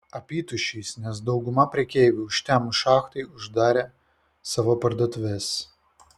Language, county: Lithuanian, Vilnius